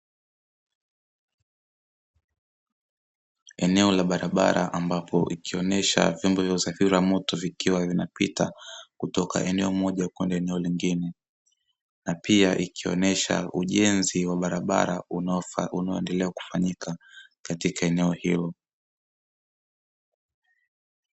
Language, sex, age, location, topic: Swahili, male, 18-24, Dar es Salaam, government